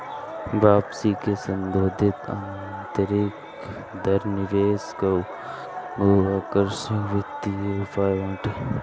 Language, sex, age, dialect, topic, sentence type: Bhojpuri, male, 18-24, Northern, banking, statement